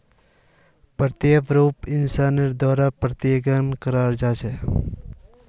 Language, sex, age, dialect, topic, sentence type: Magahi, male, 31-35, Northeastern/Surjapuri, banking, statement